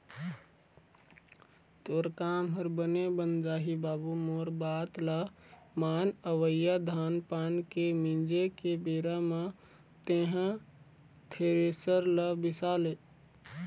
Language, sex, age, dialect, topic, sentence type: Chhattisgarhi, male, 18-24, Eastern, banking, statement